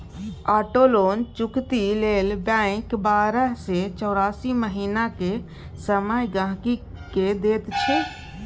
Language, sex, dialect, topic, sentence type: Maithili, female, Bajjika, banking, statement